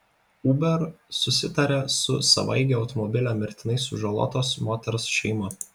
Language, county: Lithuanian, Vilnius